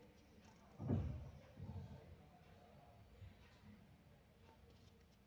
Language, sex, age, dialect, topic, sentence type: Telugu, female, 41-45, Utterandhra, agriculture, question